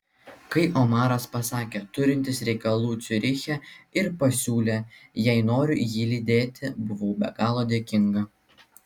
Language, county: Lithuanian, Klaipėda